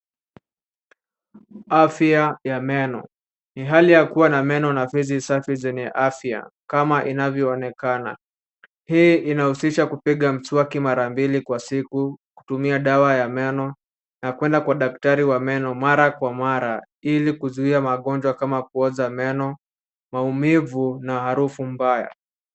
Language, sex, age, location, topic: Swahili, male, 18-24, Nairobi, health